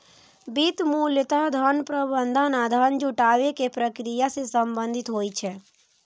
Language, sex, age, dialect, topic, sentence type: Maithili, female, 18-24, Eastern / Thethi, banking, statement